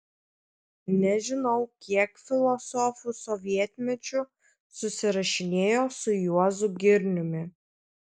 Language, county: Lithuanian, Kaunas